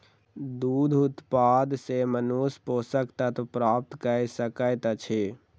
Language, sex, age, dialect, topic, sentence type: Maithili, male, 60-100, Southern/Standard, agriculture, statement